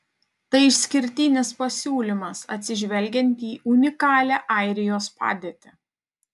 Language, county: Lithuanian, Panevėžys